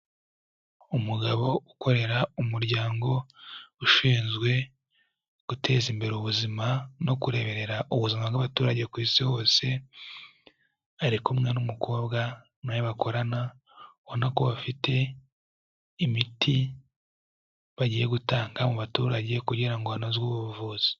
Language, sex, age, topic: Kinyarwanda, male, 18-24, health